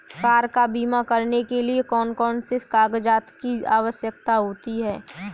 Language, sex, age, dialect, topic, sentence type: Hindi, female, 18-24, Kanauji Braj Bhasha, banking, question